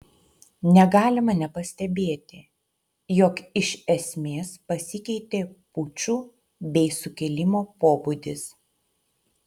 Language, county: Lithuanian, Utena